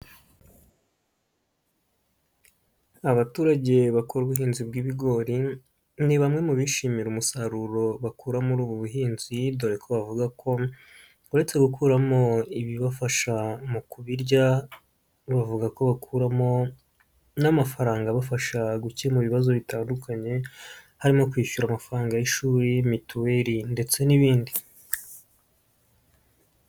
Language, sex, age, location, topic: Kinyarwanda, male, 25-35, Nyagatare, agriculture